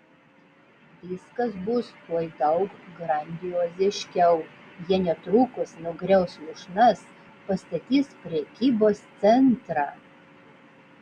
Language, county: Lithuanian, Vilnius